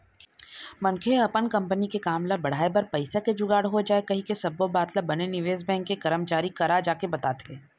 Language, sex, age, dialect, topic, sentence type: Chhattisgarhi, female, 31-35, Eastern, banking, statement